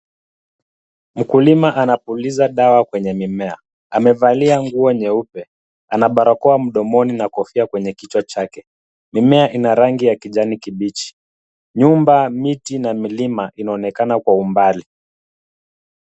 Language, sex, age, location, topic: Swahili, male, 25-35, Kisumu, health